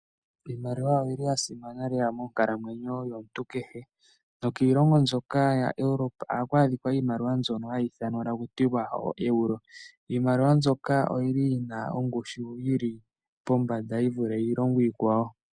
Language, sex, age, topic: Oshiwambo, male, 18-24, finance